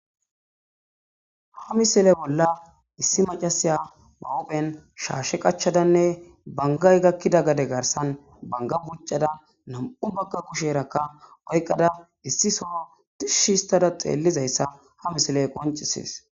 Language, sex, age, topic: Gamo, female, 18-24, agriculture